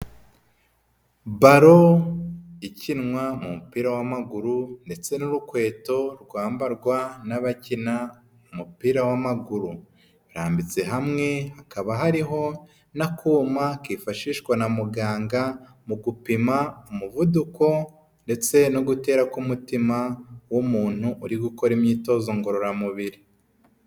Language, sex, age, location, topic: Kinyarwanda, female, 18-24, Huye, health